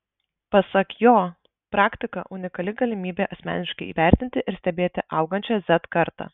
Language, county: Lithuanian, Marijampolė